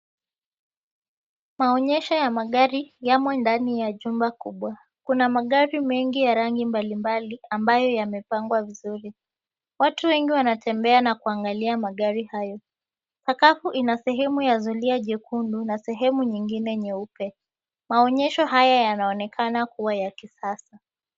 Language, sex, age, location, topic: Swahili, female, 18-24, Mombasa, finance